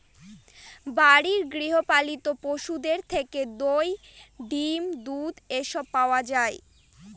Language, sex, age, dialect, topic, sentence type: Bengali, female, 60-100, Northern/Varendri, agriculture, statement